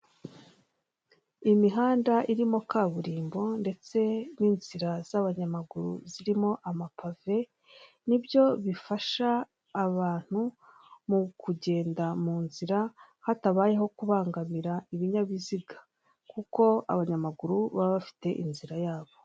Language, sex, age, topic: Kinyarwanda, female, 36-49, government